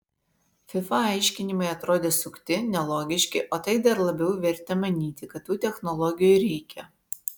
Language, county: Lithuanian, Vilnius